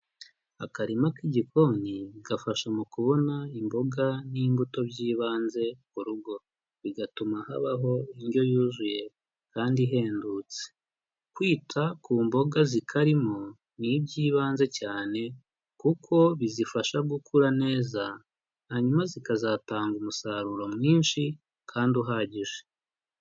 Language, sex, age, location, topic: Kinyarwanda, male, 25-35, Huye, agriculture